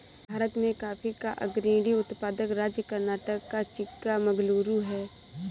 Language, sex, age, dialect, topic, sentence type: Hindi, female, 18-24, Awadhi Bundeli, agriculture, statement